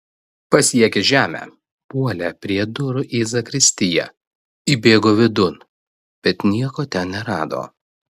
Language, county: Lithuanian, Vilnius